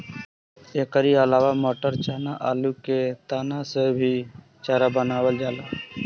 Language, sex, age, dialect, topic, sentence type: Bhojpuri, male, 18-24, Northern, agriculture, statement